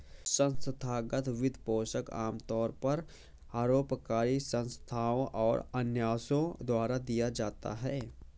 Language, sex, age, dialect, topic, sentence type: Hindi, male, 18-24, Awadhi Bundeli, banking, statement